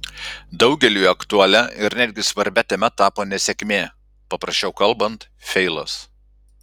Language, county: Lithuanian, Klaipėda